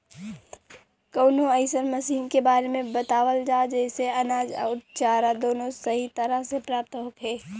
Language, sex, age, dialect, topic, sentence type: Bhojpuri, female, 25-30, Western, agriculture, question